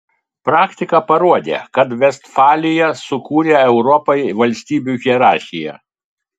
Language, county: Lithuanian, Telšiai